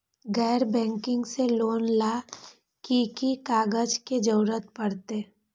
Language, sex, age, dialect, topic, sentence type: Magahi, female, 18-24, Western, banking, question